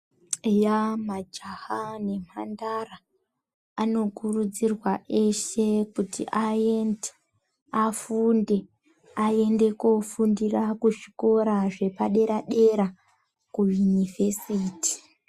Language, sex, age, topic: Ndau, female, 25-35, education